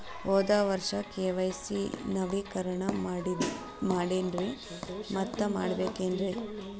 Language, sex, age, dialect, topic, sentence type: Kannada, female, 18-24, Dharwad Kannada, banking, question